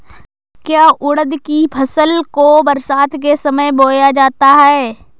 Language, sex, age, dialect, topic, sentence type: Hindi, female, 25-30, Awadhi Bundeli, agriculture, question